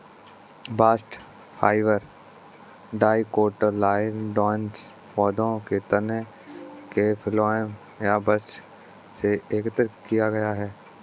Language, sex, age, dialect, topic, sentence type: Hindi, male, 18-24, Kanauji Braj Bhasha, agriculture, statement